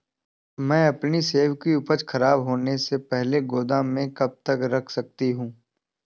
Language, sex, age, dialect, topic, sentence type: Hindi, male, 18-24, Awadhi Bundeli, agriculture, question